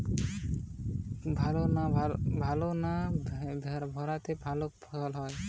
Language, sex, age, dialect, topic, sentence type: Bengali, male, 18-24, Western, agriculture, question